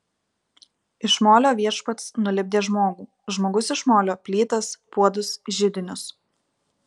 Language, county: Lithuanian, Vilnius